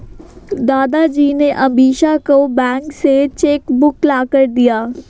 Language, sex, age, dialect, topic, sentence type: Hindi, female, 18-24, Awadhi Bundeli, banking, statement